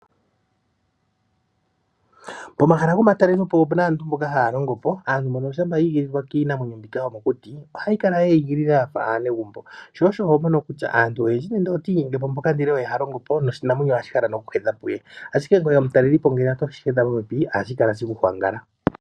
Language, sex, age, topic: Oshiwambo, male, 25-35, agriculture